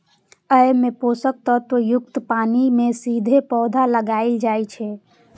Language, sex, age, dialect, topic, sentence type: Maithili, female, 18-24, Eastern / Thethi, agriculture, statement